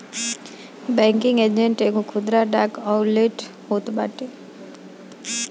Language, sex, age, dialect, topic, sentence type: Bhojpuri, female, 31-35, Northern, banking, statement